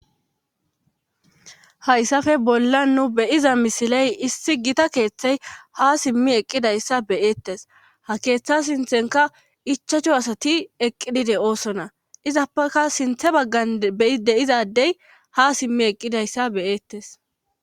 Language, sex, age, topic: Gamo, female, 25-35, government